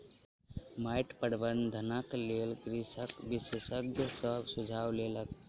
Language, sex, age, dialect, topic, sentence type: Maithili, male, 18-24, Southern/Standard, agriculture, statement